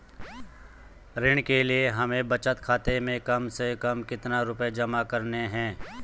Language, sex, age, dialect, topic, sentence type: Hindi, male, 25-30, Garhwali, banking, question